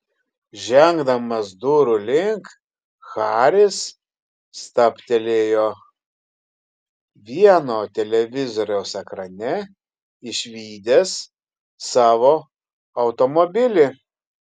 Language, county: Lithuanian, Kaunas